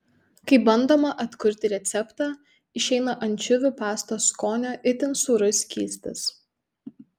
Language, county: Lithuanian, Tauragė